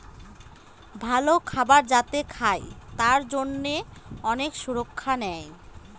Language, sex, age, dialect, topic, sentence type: Bengali, female, 25-30, Northern/Varendri, agriculture, statement